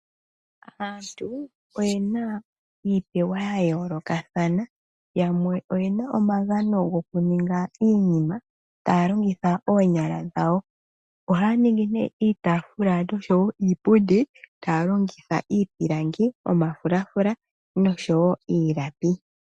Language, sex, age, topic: Oshiwambo, female, 25-35, finance